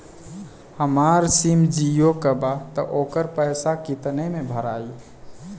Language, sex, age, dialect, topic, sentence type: Bhojpuri, male, 18-24, Western, banking, question